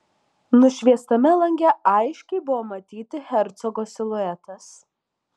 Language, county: Lithuanian, Alytus